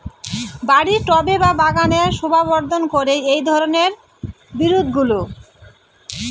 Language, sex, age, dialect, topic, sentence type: Bengali, male, 18-24, Rajbangshi, agriculture, question